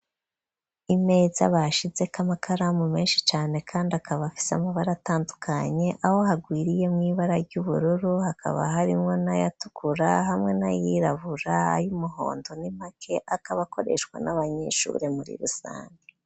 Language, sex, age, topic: Rundi, female, 36-49, education